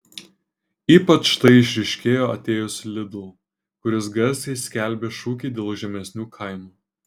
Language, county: Lithuanian, Kaunas